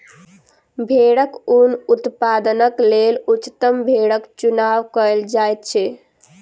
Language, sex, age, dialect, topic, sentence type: Maithili, female, 18-24, Southern/Standard, agriculture, statement